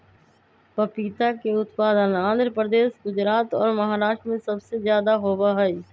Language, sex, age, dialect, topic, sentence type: Magahi, female, 25-30, Western, agriculture, statement